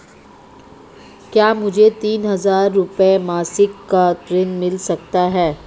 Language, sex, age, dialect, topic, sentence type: Hindi, female, 25-30, Marwari Dhudhari, banking, question